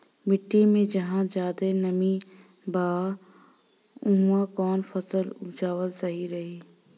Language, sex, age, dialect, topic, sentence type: Bhojpuri, female, 25-30, Southern / Standard, agriculture, question